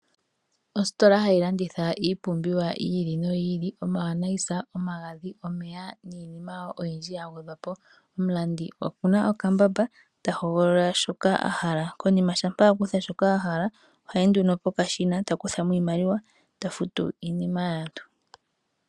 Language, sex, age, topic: Oshiwambo, female, 25-35, finance